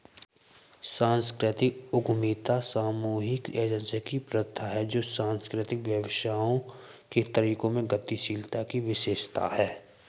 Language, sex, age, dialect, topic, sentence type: Hindi, male, 18-24, Hindustani Malvi Khadi Boli, banking, statement